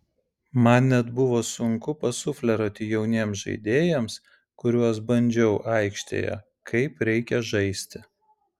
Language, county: Lithuanian, Vilnius